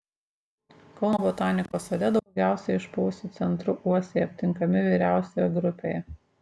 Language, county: Lithuanian, Šiauliai